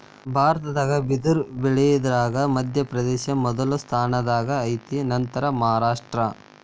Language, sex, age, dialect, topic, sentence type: Kannada, male, 18-24, Dharwad Kannada, agriculture, statement